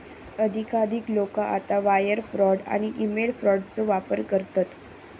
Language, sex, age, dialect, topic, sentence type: Marathi, female, 46-50, Southern Konkan, banking, statement